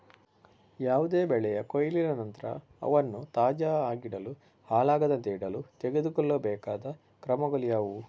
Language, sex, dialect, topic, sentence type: Kannada, male, Coastal/Dakshin, agriculture, question